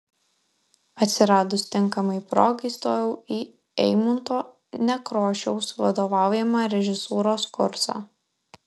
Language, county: Lithuanian, Alytus